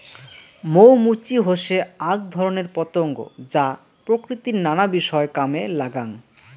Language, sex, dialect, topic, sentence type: Bengali, male, Rajbangshi, agriculture, statement